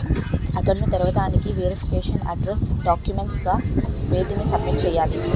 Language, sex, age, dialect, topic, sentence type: Telugu, male, 18-24, Utterandhra, banking, question